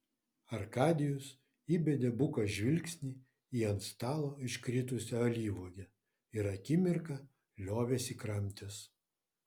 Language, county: Lithuanian, Vilnius